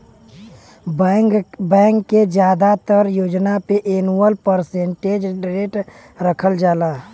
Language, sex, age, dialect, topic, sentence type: Bhojpuri, male, 18-24, Western, banking, statement